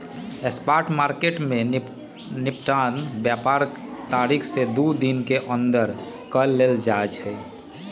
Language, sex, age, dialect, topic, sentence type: Magahi, male, 46-50, Western, banking, statement